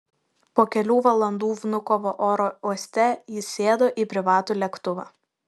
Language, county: Lithuanian, Šiauliai